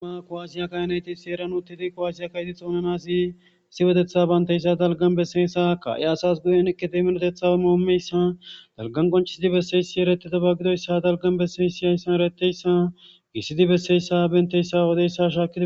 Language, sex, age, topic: Gamo, male, 18-24, government